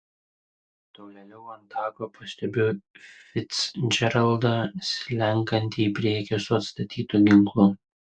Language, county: Lithuanian, Utena